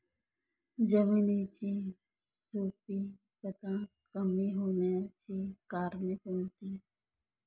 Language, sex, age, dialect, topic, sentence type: Marathi, male, 41-45, Northern Konkan, agriculture, question